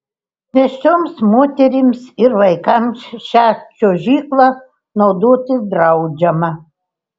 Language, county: Lithuanian, Telšiai